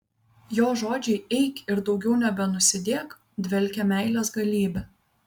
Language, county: Lithuanian, Vilnius